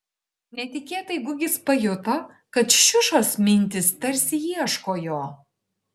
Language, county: Lithuanian, Šiauliai